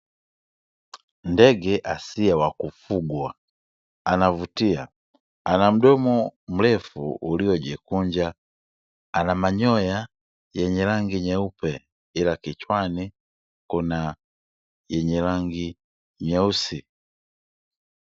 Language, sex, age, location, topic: Swahili, male, 25-35, Dar es Salaam, agriculture